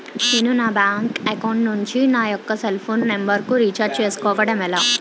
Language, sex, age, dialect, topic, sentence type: Telugu, female, 25-30, Utterandhra, banking, question